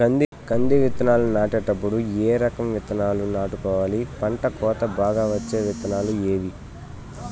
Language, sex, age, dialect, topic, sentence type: Telugu, male, 25-30, Southern, agriculture, question